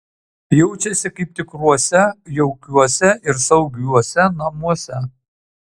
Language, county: Lithuanian, Utena